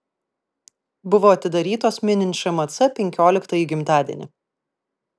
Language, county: Lithuanian, Vilnius